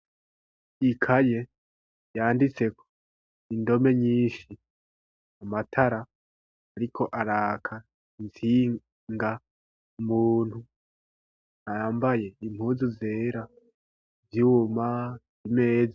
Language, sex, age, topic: Rundi, female, 25-35, education